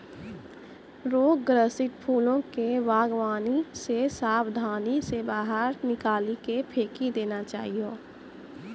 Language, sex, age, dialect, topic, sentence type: Maithili, female, 25-30, Angika, agriculture, statement